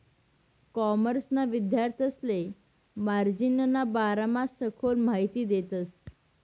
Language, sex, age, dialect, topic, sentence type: Marathi, female, 18-24, Northern Konkan, banking, statement